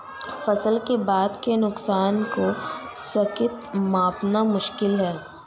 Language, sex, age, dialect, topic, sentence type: Hindi, female, 18-24, Hindustani Malvi Khadi Boli, agriculture, statement